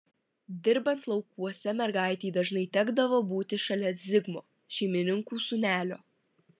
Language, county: Lithuanian, Vilnius